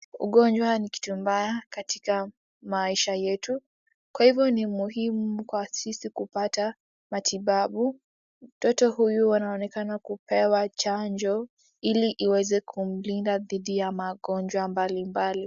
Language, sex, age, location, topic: Swahili, female, 18-24, Wajir, health